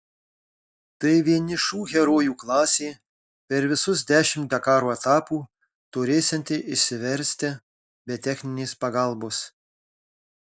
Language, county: Lithuanian, Marijampolė